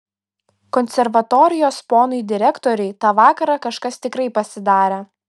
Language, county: Lithuanian, Kaunas